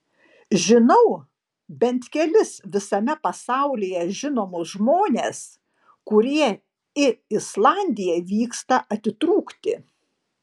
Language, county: Lithuanian, Panevėžys